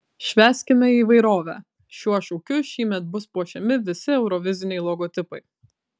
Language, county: Lithuanian, Kaunas